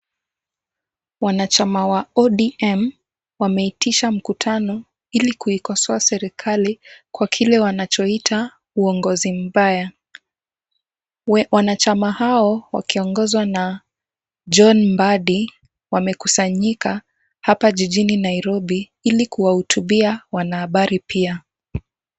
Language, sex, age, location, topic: Swahili, female, 18-24, Kisumu, government